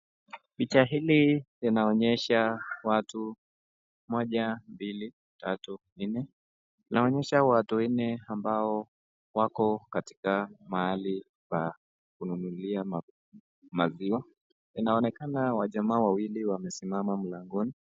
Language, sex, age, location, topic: Swahili, male, 25-35, Nakuru, finance